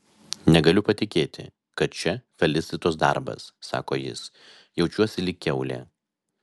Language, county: Lithuanian, Vilnius